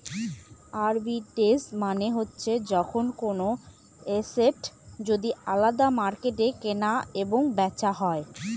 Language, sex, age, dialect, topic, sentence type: Bengali, female, 25-30, Northern/Varendri, banking, statement